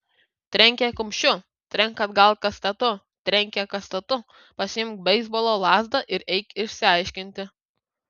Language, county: Lithuanian, Kaunas